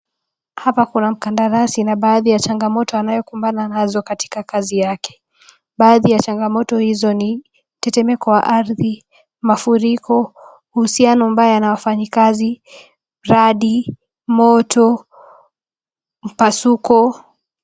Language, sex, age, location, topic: Swahili, female, 18-24, Nakuru, finance